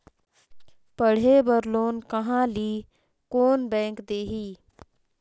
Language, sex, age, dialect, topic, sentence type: Chhattisgarhi, female, 46-50, Northern/Bhandar, banking, question